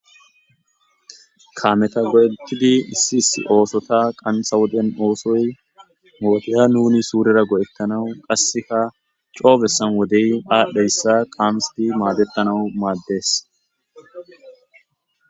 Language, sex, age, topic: Gamo, male, 25-35, agriculture